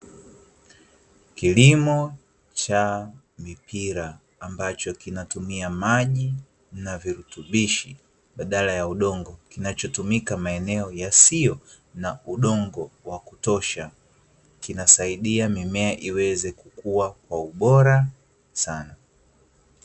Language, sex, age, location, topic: Swahili, male, 25-35, Dar es Salaam, agriculture